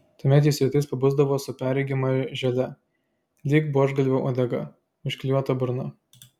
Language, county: Lithuanian, Klaipėda